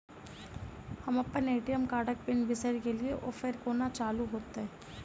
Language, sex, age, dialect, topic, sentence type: Maithili, female, 25-30, Southern/Standard, banking, question